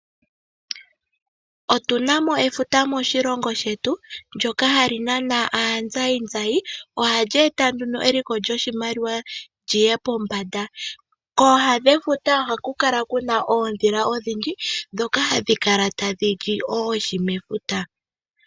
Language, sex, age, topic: Oshiwambo, female, 25-35, agriculture